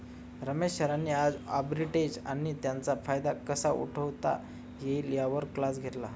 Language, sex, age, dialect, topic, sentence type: Marathi, male, 25-30, Standard Marathi, banking, statement